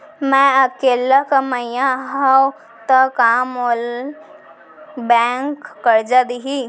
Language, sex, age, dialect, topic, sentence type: Chhattisgarhi, female, 18-24, Central, banking, question